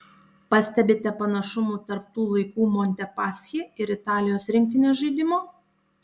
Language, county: Lithuanian, Panevėžys